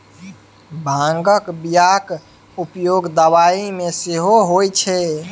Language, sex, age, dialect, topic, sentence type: Maithili, male, 18-24, Bajjika, agriculture, statement